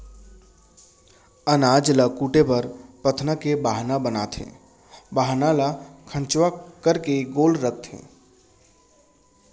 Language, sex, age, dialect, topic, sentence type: Chhattisgarhi, male, 25-30, Central, agriculture, statement